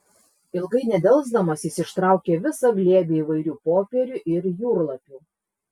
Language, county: Lithuanian, Klaipėda